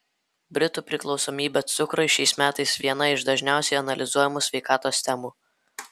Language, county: Lithuanian, Vilnius